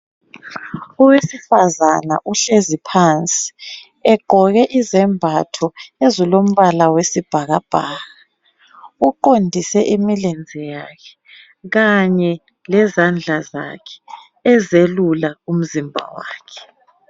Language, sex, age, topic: North Ndebele, female, 25-35, health